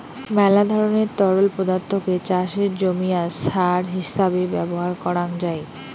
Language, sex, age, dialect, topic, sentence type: Bengali, female, 18-24, Rajbangshi, agriculture, statement